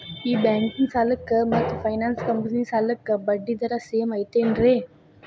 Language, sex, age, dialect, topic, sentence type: Kannada, female, 18-24, Dharwad Kannada, banking, question